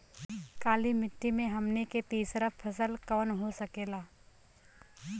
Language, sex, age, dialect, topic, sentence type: Bhojpuri, female, 25-30, Western, agriculture, question